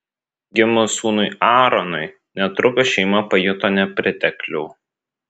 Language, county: Lithuanian, Vilnius